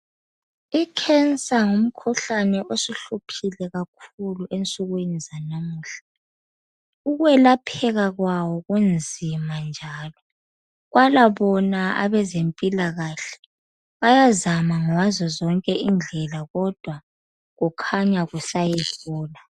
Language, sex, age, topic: North Ndebele, female, 25-35, health